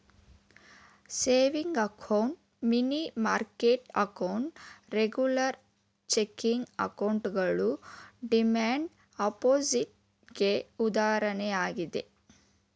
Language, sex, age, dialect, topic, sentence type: Kannada, female, 25-30, Mysore Kannada, banking, statement